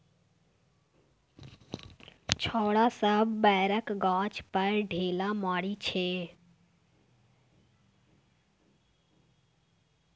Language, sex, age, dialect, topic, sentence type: Maithili, female, 18-24, Bajjika, agriculture, statement